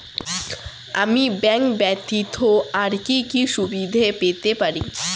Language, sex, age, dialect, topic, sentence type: Bengali, female, <18, Rajbangshi, banking, question